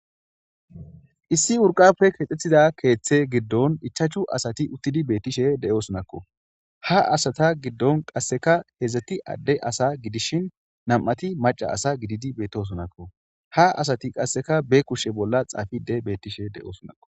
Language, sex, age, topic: Gamo, male, 18-24, government